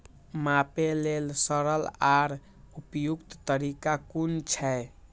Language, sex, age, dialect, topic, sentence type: Maithili, male, 18-24, Eastern / Thethi, agriculture, question